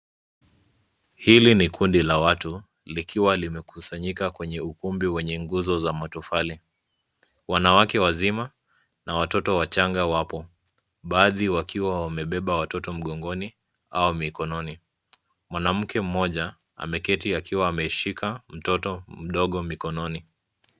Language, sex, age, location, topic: Swahili, male, 25-35, Nairobi, health